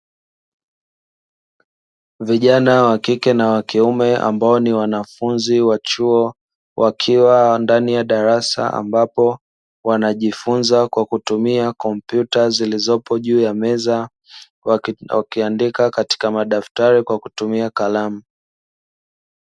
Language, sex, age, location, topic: Swahili, male, 25-35, Dar es Salaam, education